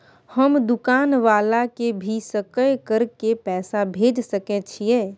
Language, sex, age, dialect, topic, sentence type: Maithili, female, 25-30, Bajjika, banking, question